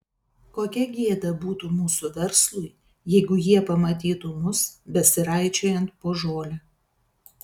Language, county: Lithuanian, Telšiai